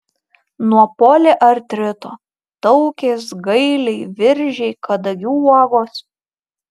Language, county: Lithuanian, Marijampolė